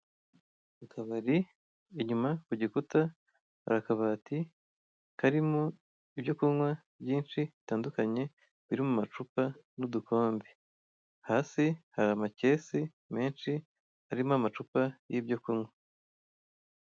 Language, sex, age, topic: Kinyarwanda, female, 25-35, finance